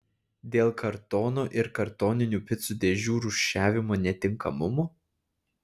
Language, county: Lithuanian, Šiauliai